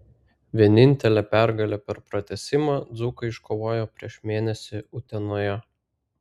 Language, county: Lithuanian, Vilnius